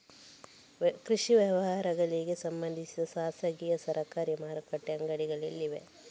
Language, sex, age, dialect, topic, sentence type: Kannada, female, 36-40, Coastal/Dakshin, agriculture, question